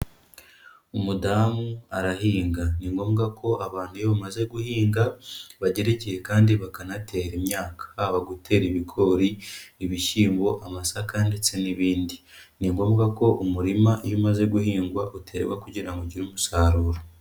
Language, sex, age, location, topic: Kinyarwanda, male, 25-35, Kigali, agriculture